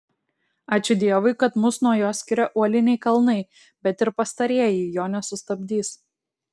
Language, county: Lithuanian, Klaipėda